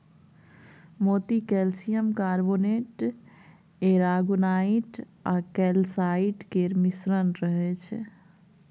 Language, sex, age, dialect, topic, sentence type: Maithili, female, 36-40, Bajjika, agriculture, statement